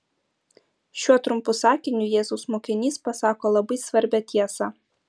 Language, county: Lithuanian, Utena